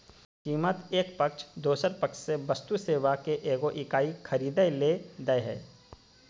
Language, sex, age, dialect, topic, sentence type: Magahi, male, 36-40, Southern, banking, statement